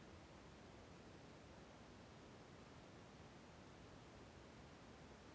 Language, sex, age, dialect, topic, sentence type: Kannada, male, 41-45, Central, agriculture, question